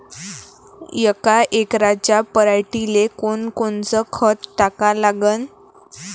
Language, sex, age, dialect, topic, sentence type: Marathi, female, 18-24, Varhadi, agriculture, question